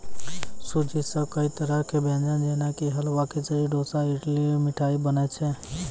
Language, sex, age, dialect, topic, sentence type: Maithili, male, 18-24, Angika, agriculture, statement